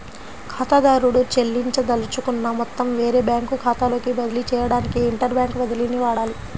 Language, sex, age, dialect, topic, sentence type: Telugu, female, 25-30, Central/Coastal, banking, statement